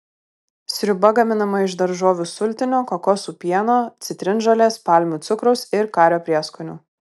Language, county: Lithuanian, Kaunas